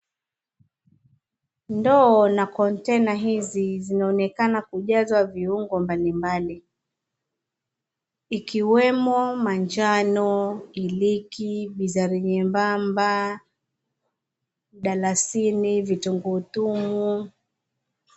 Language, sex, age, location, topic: Swahili, female, 25-35, Mombasa, agriculture